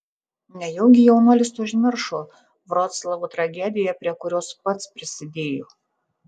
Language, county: Lithuanian, Tauragė